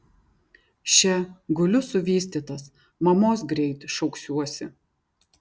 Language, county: Lithuanian, Vilnius